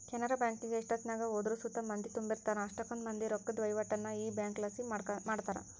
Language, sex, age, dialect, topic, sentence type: Kannada, male, 60-100, Central, banking, statement